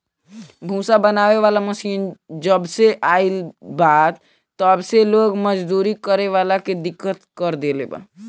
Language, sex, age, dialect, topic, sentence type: Bhojpuri, male, <18, Southern / Standard, agriculture, statement